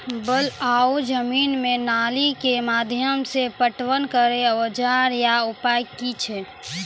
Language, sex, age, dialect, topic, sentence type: Maithili, female, 18-24, Angika, agriculture, question